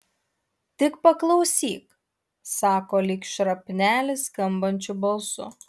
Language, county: Lithuanian, Utena